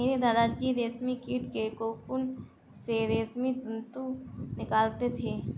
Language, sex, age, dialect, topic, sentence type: Hindi, female, 25-30, Marwari Dhudhari, agriculture, statement